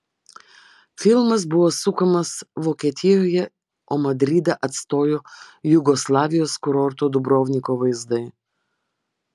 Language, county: Lithuanian, Vilnius